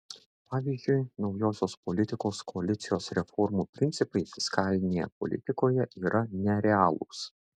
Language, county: Lithuanian, Šiauliai